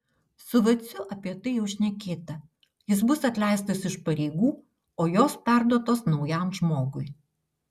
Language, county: Lithuanian, Utena